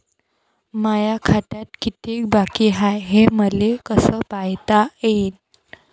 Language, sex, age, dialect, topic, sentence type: Marathi, female, 18-24, Varhadi, banking, question